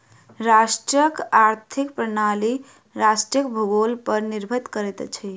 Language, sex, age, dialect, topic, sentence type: Maithili, female, 25-30, Southern/Standard, banking, statement